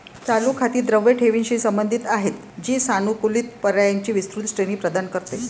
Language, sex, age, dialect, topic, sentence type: Marathi, female, 56-60, Varhadi, banking, statement